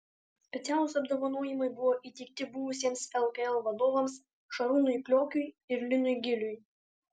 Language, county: Lithuanian, Alytus